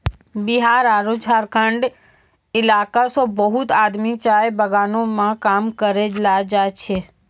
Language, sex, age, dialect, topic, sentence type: Maithili, female, 18-24, Angika, agriculture, statement